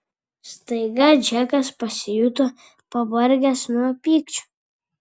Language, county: Lithuanian, Vilnius